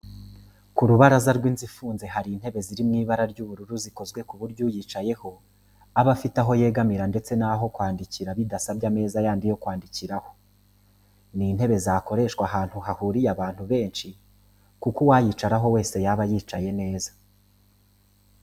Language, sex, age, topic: Kinyarwanda, male, 25-35, education